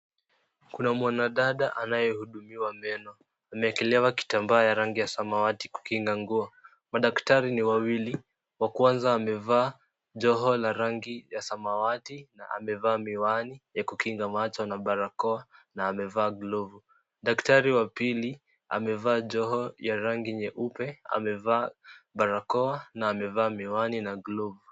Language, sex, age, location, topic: Swahili, male, 18-24, Kisii, health